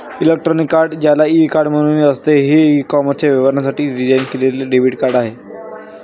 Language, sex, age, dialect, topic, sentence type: Marathi, male, 18-24, Varhadi, banking, statement